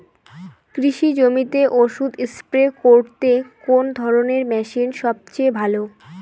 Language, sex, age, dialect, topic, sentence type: Bengali, female, 18-24, Rajbangshi, agriculture, question